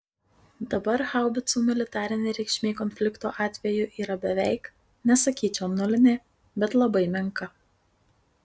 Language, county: Lithuanian, Marijampolė